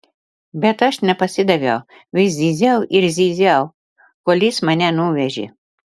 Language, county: Lithuanian, Telšiai